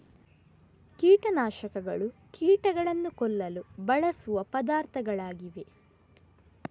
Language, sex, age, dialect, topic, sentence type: Kannada, female, 31-35, Coastal/Dakshin, agriculture, statement